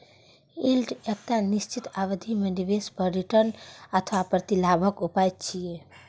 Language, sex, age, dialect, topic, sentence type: Maithili, female, 41-45, Eastern / Thethi, banking, statement